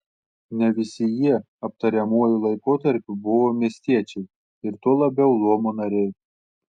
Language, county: Lithuanian, Telšiai